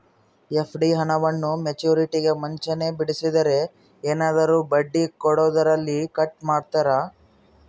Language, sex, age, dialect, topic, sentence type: Kannada, male, 41-45, Central, banking, question